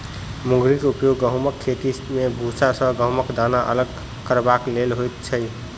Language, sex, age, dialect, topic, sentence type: Maithili, male, 25-30, Southern/Standard, agriculture, statement